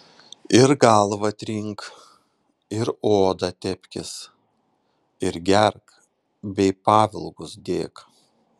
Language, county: Lithuanian, Klaipėda